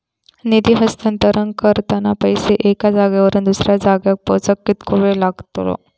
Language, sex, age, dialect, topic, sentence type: Marathi, female, 25-30, Southern Konkan, banking, question